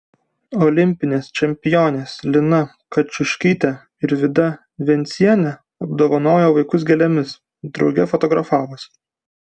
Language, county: Lithuanian, Vilnius